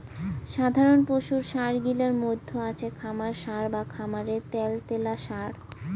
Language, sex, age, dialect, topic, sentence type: Bengali, female, 18-24, Rajbangshi, agriculture, statement